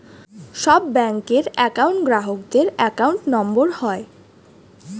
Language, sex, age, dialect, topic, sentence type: Bengali, female, 18-24, Standard Colloquial, banking, statement